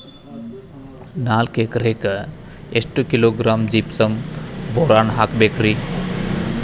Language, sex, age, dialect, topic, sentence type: Kannada, male, 36-40, Dharwad Kannada, agriculture, question